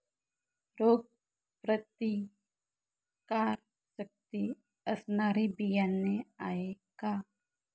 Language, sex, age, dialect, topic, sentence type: Marathi, male, 41-45, Northern Konkan, agriculture, question